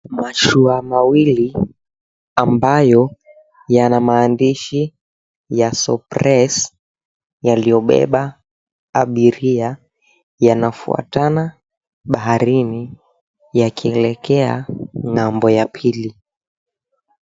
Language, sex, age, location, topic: Swahili, male, 18-24, Mombasa, government